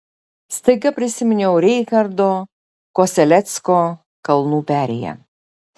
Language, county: Lithuanian, Šiauliai